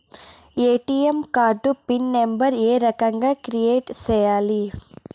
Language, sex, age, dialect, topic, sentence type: Telugu, female, 18-24, Southern, banking, question